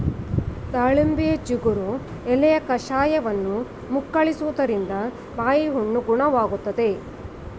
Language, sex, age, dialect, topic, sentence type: Kannada, female, 41-45, Mysore Kannada, agriculture, statement